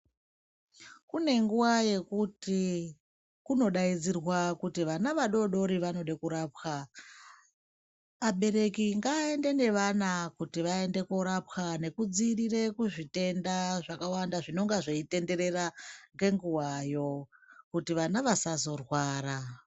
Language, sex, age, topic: Ndau, female, 36-49, health